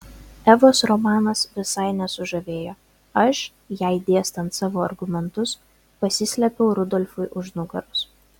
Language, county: Lithuanian, Vilnius